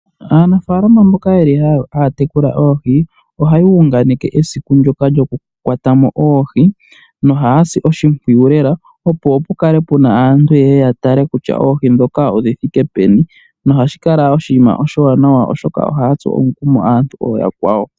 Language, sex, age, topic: Oshiwambo, male, 18-24, agriculture